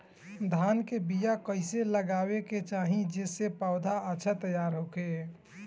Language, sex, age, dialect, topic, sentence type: Bhojpuri, male, 18-24, Northern, agriculture, question